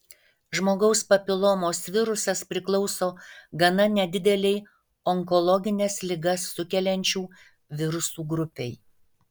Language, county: Lithuanian, Vilnius